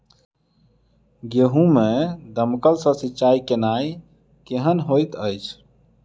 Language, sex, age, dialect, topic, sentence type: Maithili, male, 25-30, Southern/Standard, agriculture, question